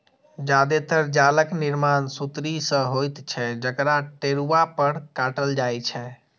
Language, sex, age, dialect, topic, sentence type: Maithili, female, 36-40, Eastern / Thethi, agriculture, statement